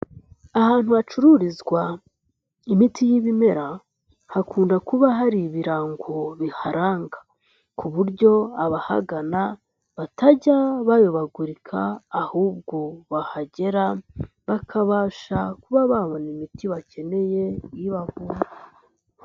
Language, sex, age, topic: Kinyarwanda, male, 25-35, health